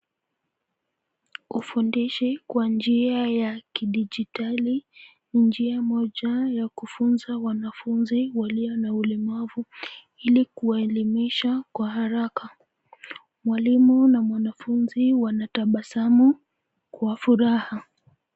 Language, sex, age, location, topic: Swahili, female, 25-35, Nairobi, education